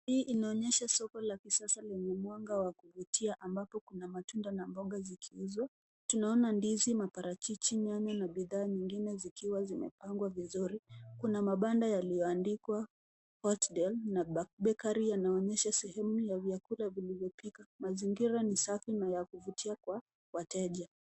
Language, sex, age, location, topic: Swahili, female, 18-24, Nairobi, finance